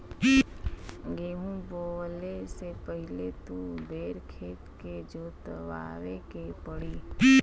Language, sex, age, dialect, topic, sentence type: Bhojpuri, female, 25-30, Western, agriculture, statement